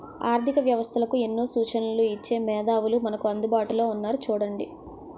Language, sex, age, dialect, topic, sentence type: Telugu, female, 18-24, Utterandhra, banking, statement